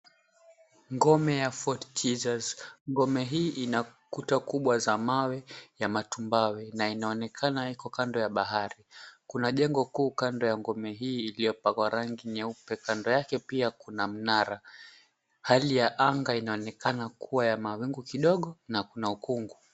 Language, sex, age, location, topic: Swahili, male, 18-24, Mombasa, government